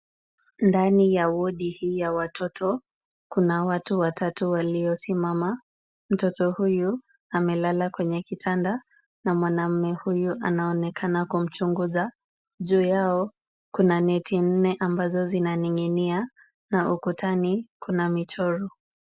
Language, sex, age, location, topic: Swahili, female, 25-35, Kisumu, health